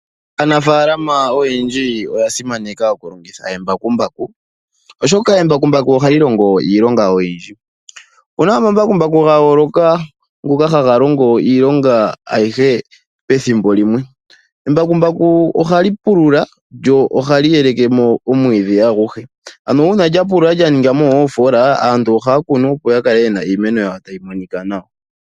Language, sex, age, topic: Oshiwambo, male, 18-24, agriculture